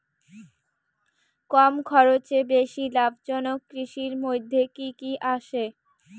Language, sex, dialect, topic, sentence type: Bengali, female, Rajbangshi, agriculture, question